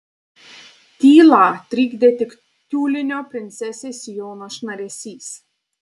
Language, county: Lithuanian, Panevėžys